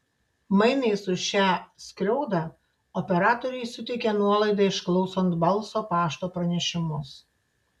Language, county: Lithuanian, Šiauliai